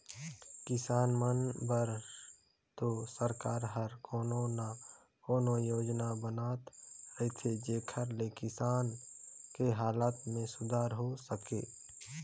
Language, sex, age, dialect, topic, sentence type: Chhattisgarhi, male, 25-30, Northern/Bhandar, agriculture, statement